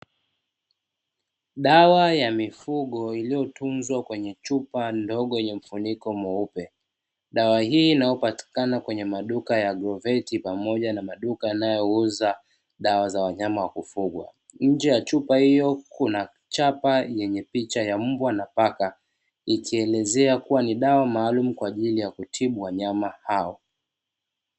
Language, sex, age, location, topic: Swahili, male, 25-35, Dar es Salaam, agriculture